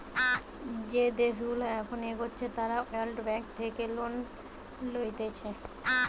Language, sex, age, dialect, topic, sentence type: Bengali, female, 18-24, Western, banking, statement